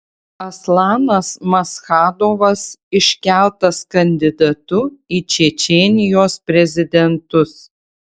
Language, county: Lithuanian, Utena